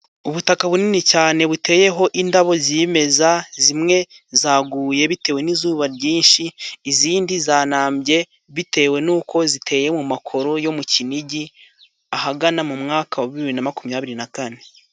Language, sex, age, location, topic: Kinyarwanda, male, 18-24, Musanze, health